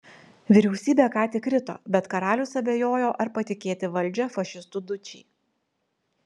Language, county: Lithuanian, Vilnius